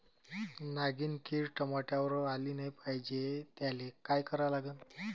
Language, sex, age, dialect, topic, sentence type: Marathi, male, 25-30, Varhadi, agriculture, question